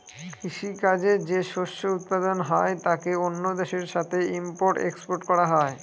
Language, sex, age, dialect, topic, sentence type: Bengali, male, 25-30, Northern/Varendri, agriculture, statement